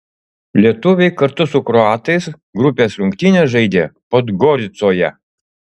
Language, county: Lithuanian, Utena